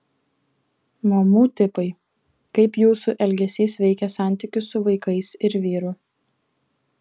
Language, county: Lithuanian, Klaipėda